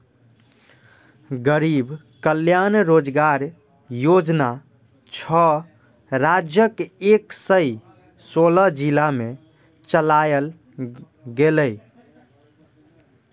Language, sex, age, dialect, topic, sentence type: Maithili, male, 18-24, Eastern / Thethi, banking, statement